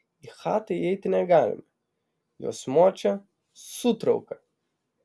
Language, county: Lithuanian, Vilnius